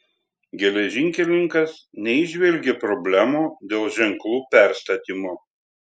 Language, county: Lithuanian, Telšiai